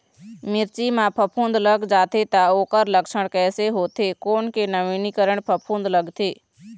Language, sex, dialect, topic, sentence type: Chhattisgarhi, female, Eastern, agriculture, question